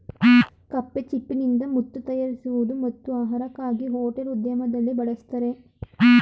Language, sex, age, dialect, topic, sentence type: Kannada, female, 36-40, Mysore Kannada, agriculture, statement